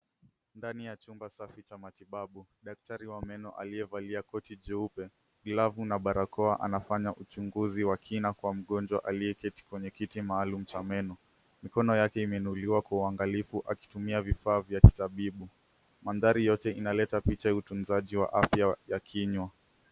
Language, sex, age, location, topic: Swahili, male, 18-24, Nairobi, health